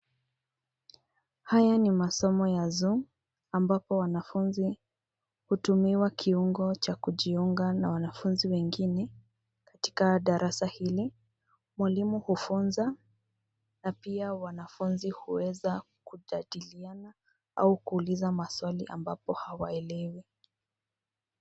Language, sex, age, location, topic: Swahili, female, 25-35, Nairobi, education